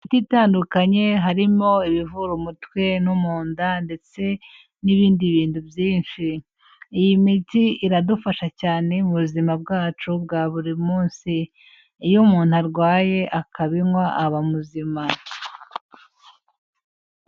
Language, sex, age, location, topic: Kinyarwanda, female, 18-24, Kigali, health